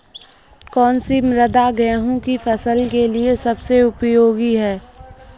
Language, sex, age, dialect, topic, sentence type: Hindi, female, 18-24, Kanauji Braj Bhasha, agriculture, question